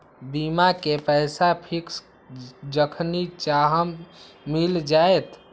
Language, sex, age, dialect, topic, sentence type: Magahi, male, 18-24, Western, banking, question